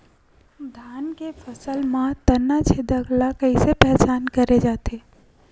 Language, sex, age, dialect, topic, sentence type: Chhattisgarhi, female, 60-100, Western/Budati/Khatahi, agriculture, question